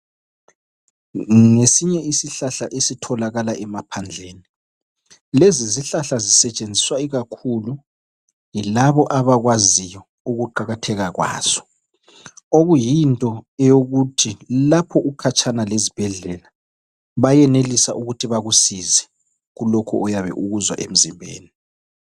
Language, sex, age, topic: North Ndebele, male, 36-49, health